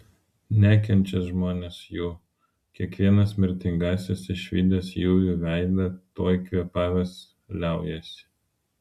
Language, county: Lithuanian, Vilnius